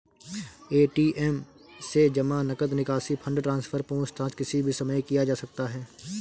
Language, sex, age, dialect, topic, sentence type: Hindi, male, 18-24, Awadhi Bundeli, banking, statement